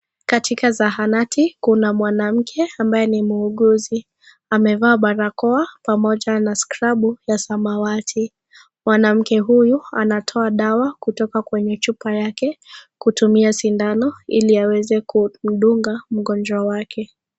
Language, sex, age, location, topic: Swahili, female, 25-35, Kisii, health